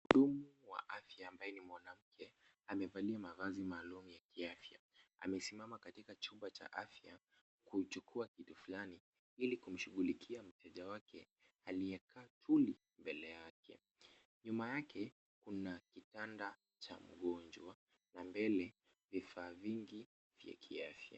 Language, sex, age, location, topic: Swahili, male, 25-35, Kisumu, health